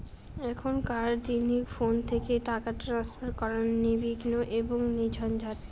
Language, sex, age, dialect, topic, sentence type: Bengali, female, 18-24, Rajbangshi, banking, question